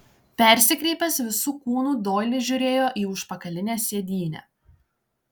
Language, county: Lithuanian, Klaipėda